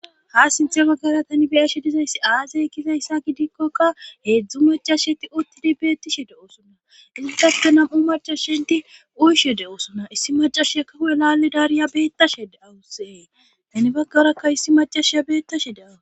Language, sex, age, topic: Gamo, female, 25-35, government